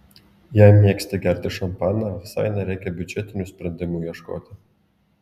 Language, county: Lithuanian, Klaipėda